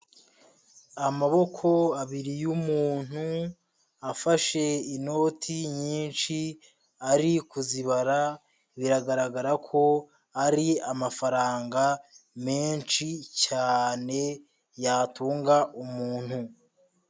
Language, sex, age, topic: Kinyarwanda, male, 18-24, finance